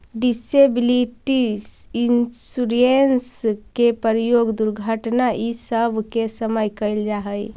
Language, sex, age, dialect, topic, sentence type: Magahi, female, 56-60, Central/Standard, banking, statement